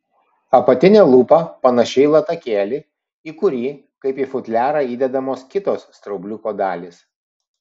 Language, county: Lithuanian, Vilnius